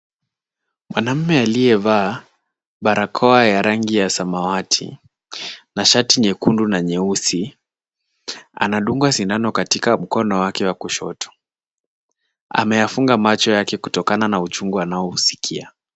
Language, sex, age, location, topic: Swahili, male, 18-24, Kisumu, health